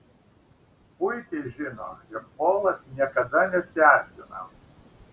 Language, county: Lithuanian, Šiauliai